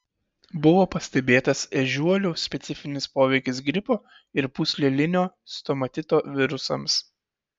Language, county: Lithuanian, Šiauliai